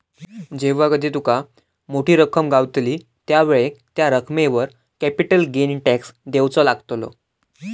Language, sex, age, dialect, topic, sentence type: Marathi, male, 18-24, Southern Konkan, banking, statement